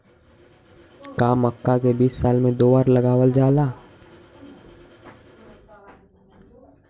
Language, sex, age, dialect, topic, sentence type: Magahi, male, 18-24, Western, agriculture, question